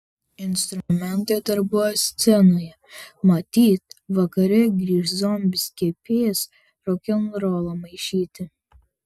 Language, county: Lithuanian, Vilnius